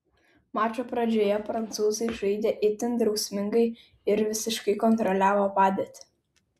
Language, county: Lithuanian, Kaunas